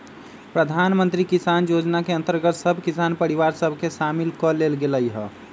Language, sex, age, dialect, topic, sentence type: Magahi, male, 25-30, Western, agriculture, statement